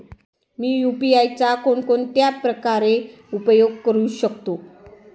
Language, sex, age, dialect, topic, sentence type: Marathi, female, 25-30, Standard Marathi, banking, question